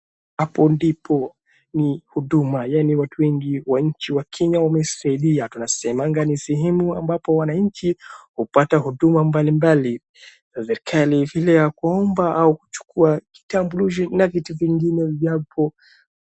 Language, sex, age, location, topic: Swahili, male, 36-49, Wajir, government